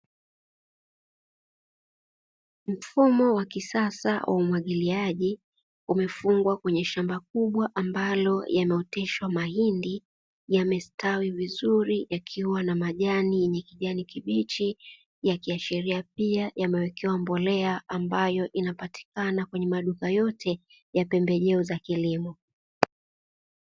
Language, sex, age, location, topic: Swahili, female, 18-24, Dar es Salaam, agriculture